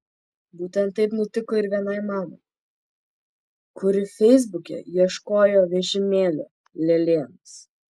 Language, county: Lithuanian, Vilnius